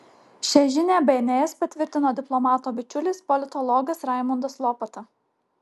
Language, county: Lithuanian, Alytus